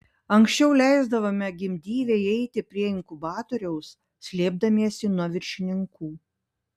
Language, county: Lithuanian, Panevėžys